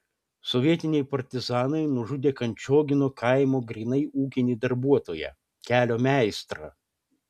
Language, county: Lithuanian, Panevėžys